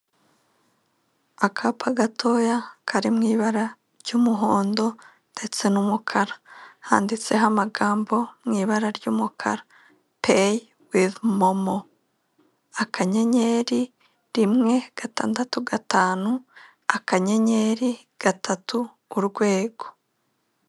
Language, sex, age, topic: Kinyarwanda, female, 25-35, finance